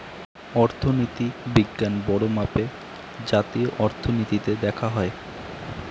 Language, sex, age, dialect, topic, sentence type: Bengali, male, 18-24, Northern/Varendri, banking, statement